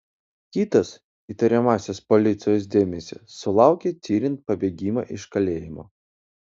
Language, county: Lithuanian, Utena